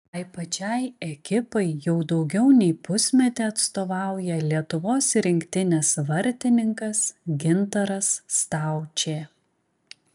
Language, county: Lithuanian, Klaipėda